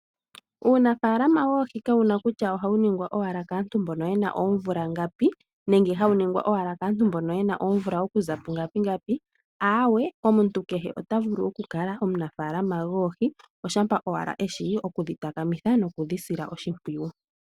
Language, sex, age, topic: Oshiwambo, female, 18-24, agriculture